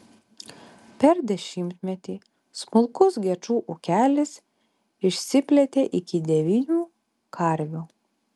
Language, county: Lithuanian, Alytus